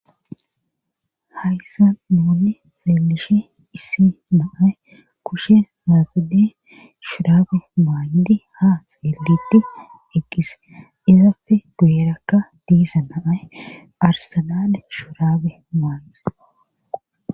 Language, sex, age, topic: Gamo, female, 18-24, government